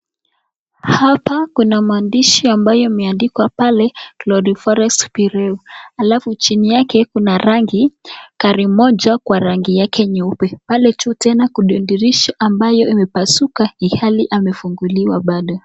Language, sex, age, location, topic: Swahili, male, 25-35, Nakuru, finance